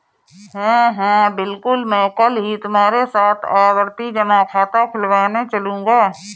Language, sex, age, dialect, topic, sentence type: Hindi, female, 31-35, Awadhi Bundeli, banking, statement